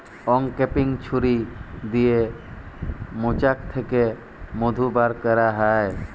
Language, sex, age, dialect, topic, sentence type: Bengali, male, 18-24, Jharkhandi, agriculture, statement